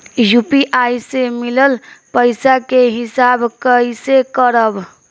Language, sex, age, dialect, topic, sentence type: Bhojpuri, female, 18-24, Northern, banking, question